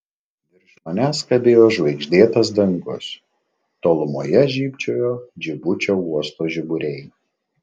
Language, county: Lithuanian, Klaipėda